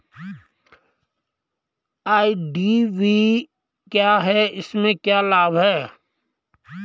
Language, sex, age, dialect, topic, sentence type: Hindi, male, 41-45, Garhwali, banking, question